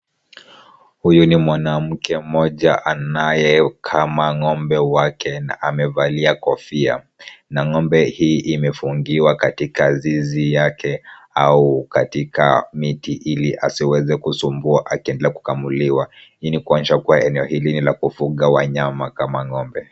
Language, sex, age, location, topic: Swahili, female, 25-35, Kisumu, agriculture